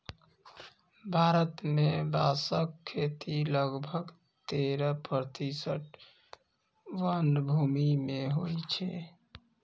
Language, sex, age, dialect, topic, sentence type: Maithili, male, 25-30, Eastern / Thethi, agriculture, statement